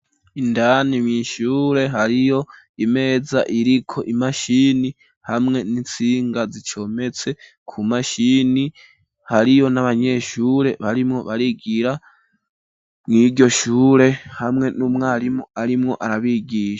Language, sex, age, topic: Rundi, male, 18-24, education